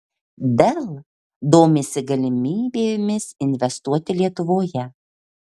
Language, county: Lithuanian, Marijampolė